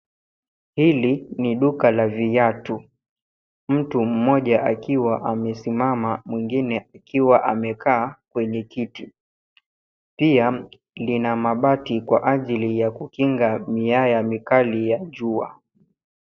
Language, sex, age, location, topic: Swahili, male, 25-35, Nairobi, finance